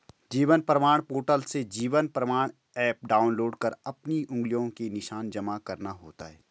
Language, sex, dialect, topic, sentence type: Hindi, male, Marwari Dhudhari, banking, statement